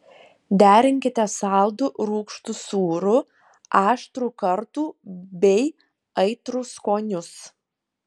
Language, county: Lithuanian, Panevėžys